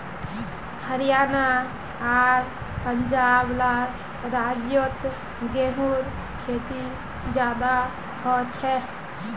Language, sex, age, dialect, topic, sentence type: Magahi, female, 18-24, Northeastern/Surjapuri, agriculture, statement